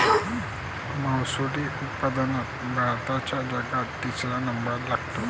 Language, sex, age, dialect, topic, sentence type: Marathi, male, 18-24, Varhadi, agriculture, statement